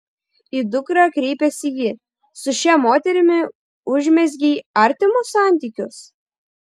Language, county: Lithuanian, Šiauliai